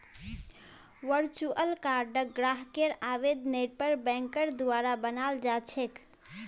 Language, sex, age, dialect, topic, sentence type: Magahi, female, 25-30, Northeastern/Surjapuri, banking, statement